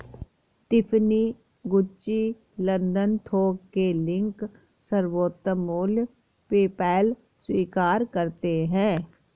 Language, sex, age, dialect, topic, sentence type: Hindi, female, 51-55, Awadhi Bundeli, banking, statement